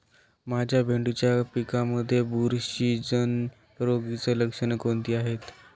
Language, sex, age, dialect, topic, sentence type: Marathi, male, 18-24, Standard Marathi, agriculture, question